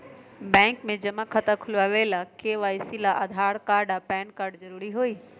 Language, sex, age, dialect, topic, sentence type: Magahi, female, 25-30, Western, banking, statement